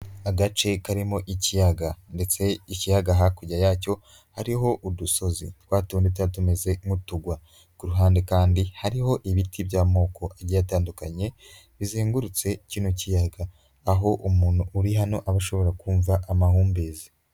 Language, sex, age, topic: Kinyarwanda, male, 25-35, agriculture